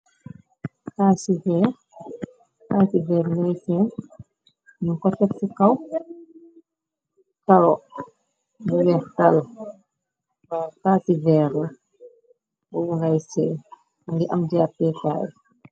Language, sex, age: Wolof, male, 18-24